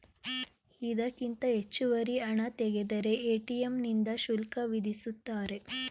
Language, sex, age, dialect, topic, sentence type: Kannada, female, 18-24, Mysore Kannada, banking, statement